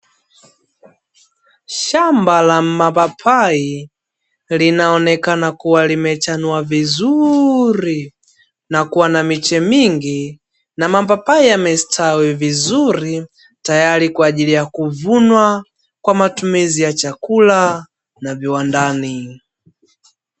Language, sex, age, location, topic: Swahili, male, 18-24, Dar es Salaam, agriculture